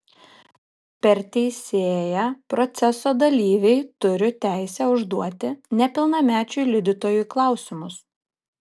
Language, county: Lithuanian, Panevėžys